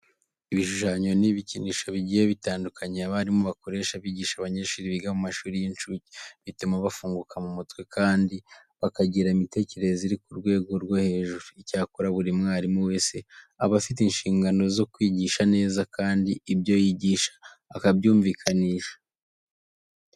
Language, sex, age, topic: Kinyarwanda, male, 25-35, education